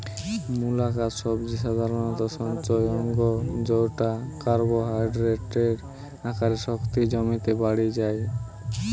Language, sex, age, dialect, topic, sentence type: Bengali, male, 18-24, Western, agriculture, statement